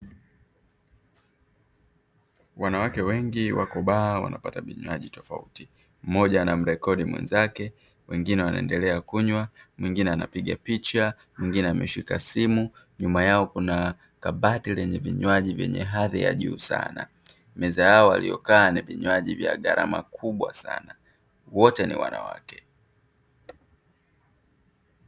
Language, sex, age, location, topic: Swahili, male, 36-49, Dar es Salaam, finance